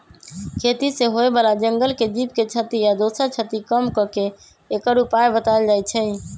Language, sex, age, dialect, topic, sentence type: Magahi, male, 25-30, Western, agriculture, statement